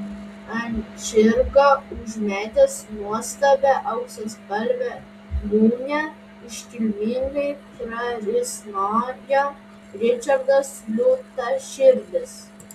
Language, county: Lithuanian, Vilnius